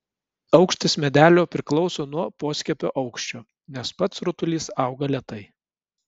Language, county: Lithuanian, Kaunas